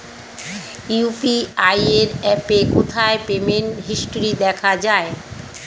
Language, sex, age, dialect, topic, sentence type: Bengali, female, 46-50, Standard Colloquial, banking, question